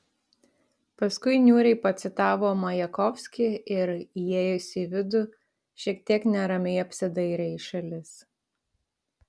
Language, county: Lithuanian, Klaipėda